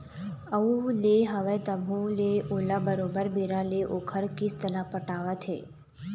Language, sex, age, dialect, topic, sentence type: Chhattisgarhi, female, 18-24, Eastern, banking, statement